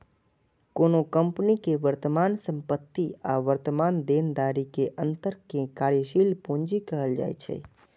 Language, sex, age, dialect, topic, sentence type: Maithili, male, 25-30, Eastern / Thethi, banking, statement